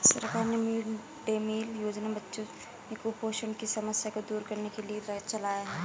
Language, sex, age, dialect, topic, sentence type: Hindi, female, 18-24, Marwari Dhudhari, agriculture, statement